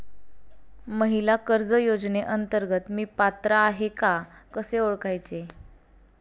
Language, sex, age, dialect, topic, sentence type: Marathi, female, 18-24, Standard Marathi, banking, question